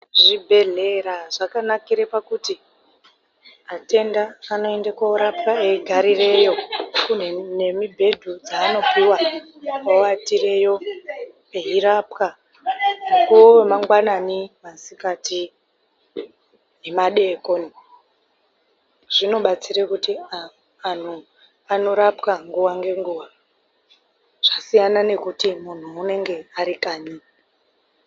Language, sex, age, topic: Ndau, female, 18-24, health